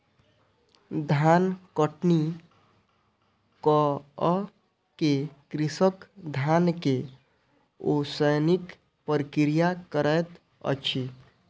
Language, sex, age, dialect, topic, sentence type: Maithili, male, 18-24, Southern/Standard, agriculture, statement